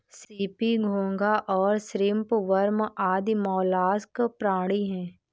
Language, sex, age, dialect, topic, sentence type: Hindi, female, 18-24, Awadhi Bundeli, agriculture, statement